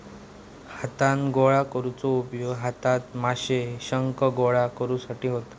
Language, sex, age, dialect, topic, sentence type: Marathi, male, 46-50, Southern Konkan, agriculture, statement